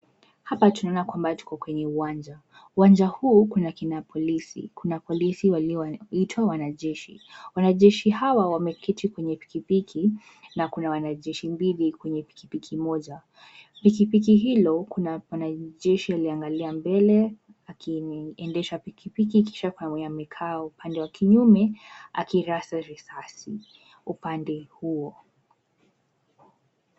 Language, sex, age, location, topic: Swahili, female, 18-24, Nairobi, health